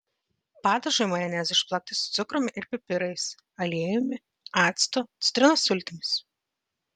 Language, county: Lithuanian, Vilnius